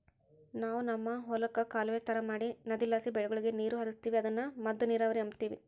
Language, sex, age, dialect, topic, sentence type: Kannada, female, 25-30, Central, agriculture, statement